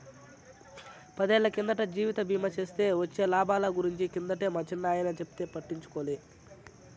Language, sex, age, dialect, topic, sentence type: Telugu, male, 41-45, Southern, banking, statement